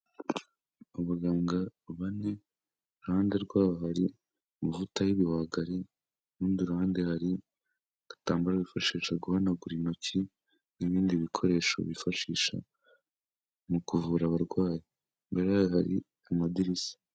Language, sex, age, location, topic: Kinyarwanda, male, 18-24, Kigali, health